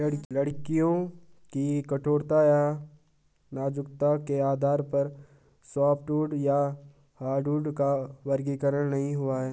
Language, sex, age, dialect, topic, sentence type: Hindi, male, 18-24, Garhwali, agriculture, statement